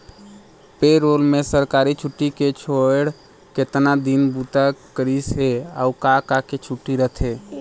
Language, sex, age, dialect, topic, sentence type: Chhattisgarhi, male, 18-24, Northern/Bhandar, banking, statement